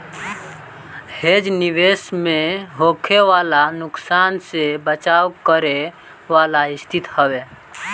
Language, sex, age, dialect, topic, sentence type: Bhojpuri, male, 18-24, Northern, banking, statement